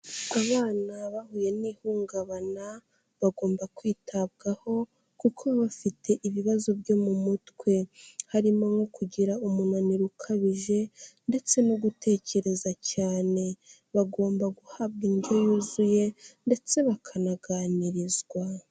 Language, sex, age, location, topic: Kinyarwanda, female, 18-24, Kigali, health